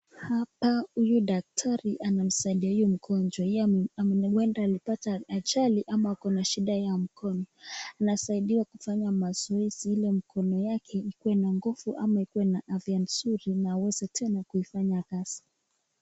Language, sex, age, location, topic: Swahili, female, 25-35, Nakuru, health